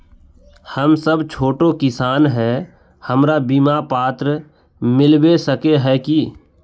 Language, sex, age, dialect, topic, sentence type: Magahi, male, 18-24, Northeastern/Surjapuri, agriculture, question